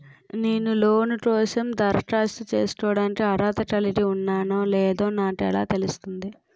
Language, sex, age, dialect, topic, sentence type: Telugu, female, 18-24, Utterandhra, banking, statement